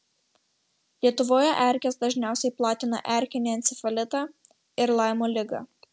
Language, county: Lithuanian, Vilnius